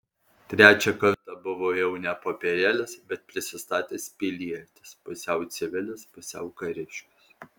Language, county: Lithuanian, Alytus